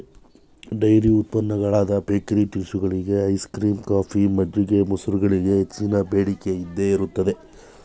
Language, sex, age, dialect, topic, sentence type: Kannada, male, 18-24, Mysore Kannada, agriculture, statement